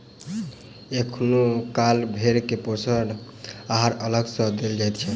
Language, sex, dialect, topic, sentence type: Maithili, male, Southern/Standard, agriculture, statement